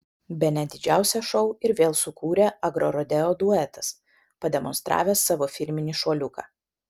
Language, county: Lithuanian, Vilnius